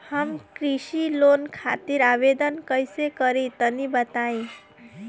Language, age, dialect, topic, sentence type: Bhojpuri, 18-24, Southern / Standard, banking, question